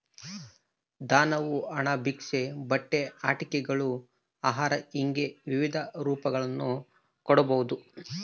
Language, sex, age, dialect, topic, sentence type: Kannada, male, 25-30, Central, banking, statement